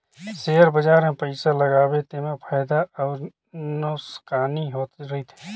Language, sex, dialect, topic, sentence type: Chhattisgarhi, male, Northern/Bhandar, banking, statement